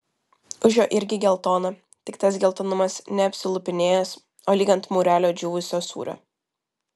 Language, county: Lithuanian, Vilnius